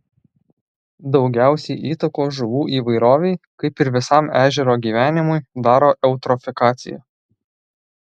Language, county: Lithuanian, Alytus